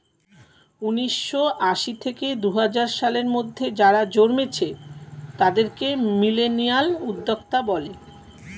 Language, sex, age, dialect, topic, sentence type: Bengali, female, 51-55, Standard Colloquial, banking, statement